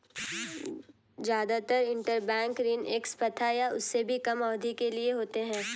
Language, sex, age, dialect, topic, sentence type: Hindi, female, 18-24, Hindustani Malvi Khadi Boli, banking, statement